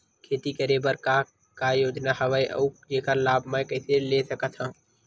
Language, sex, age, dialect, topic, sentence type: Chhattisgarhi, male, 18-24, Western/Budati/Khatahi, banking, question